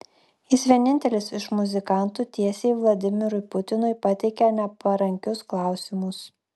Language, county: Lithuanian, Klaipėda